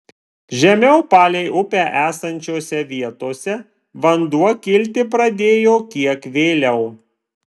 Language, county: Lithuanian, Vilnius